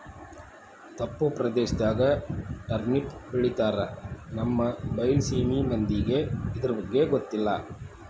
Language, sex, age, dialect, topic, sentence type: Kannada, male, 56-60, Dharwad Kannada, agriculture, statement